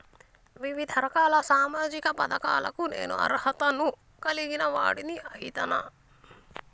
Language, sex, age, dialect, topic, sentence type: Telugu, female, 25-30, Telangana, banking, question